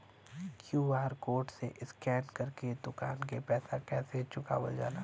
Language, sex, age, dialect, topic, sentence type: Bhojpuri, male, 31-35, Western, banking, question